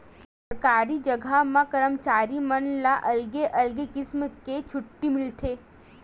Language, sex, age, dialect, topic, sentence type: Chhattisgarhi, female, 18-24, Western/Budati/Khatahi, banking, statement